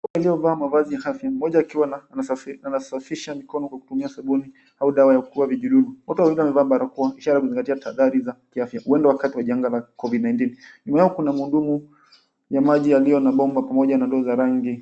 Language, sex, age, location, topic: Swahili, male, 25-35, Mombasa, health